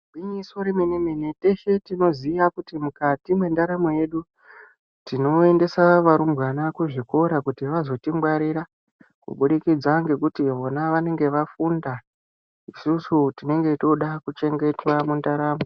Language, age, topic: Ndau, 25-35, education